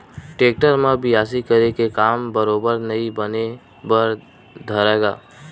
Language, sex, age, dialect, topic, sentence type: Chhattisgarhi, male, 18-24, Western/Budati/Khatahi, agriculture, statement